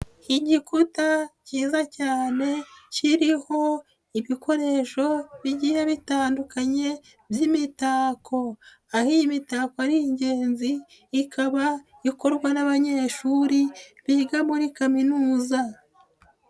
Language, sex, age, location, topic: Kinyarwanda, female, 25-35, Nyagatare, education